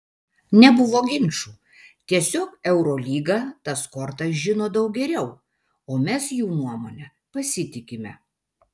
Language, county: Lithuanian, Vilnius